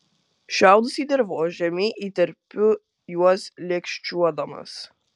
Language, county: Lithuanian, Kaunas